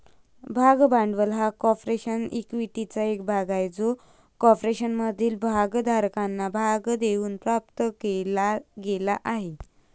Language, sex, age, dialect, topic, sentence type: Marathi, female, 25-30, Varhadi, banking, statement